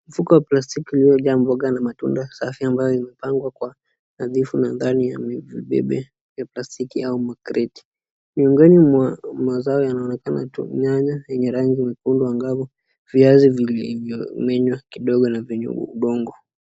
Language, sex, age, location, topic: Swahili, female, 36-49, Nakuru, finance